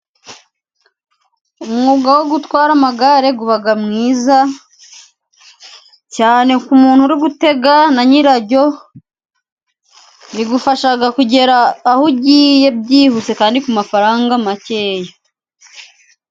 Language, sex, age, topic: Kinyarwanda, female, 25-35, government